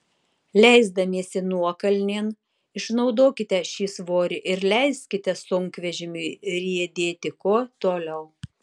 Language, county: Lithuanian, Tauragė